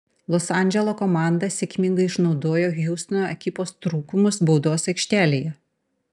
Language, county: Lithuanian, Panevėžys